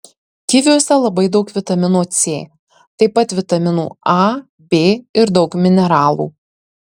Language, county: Lithuanian, Marijampolė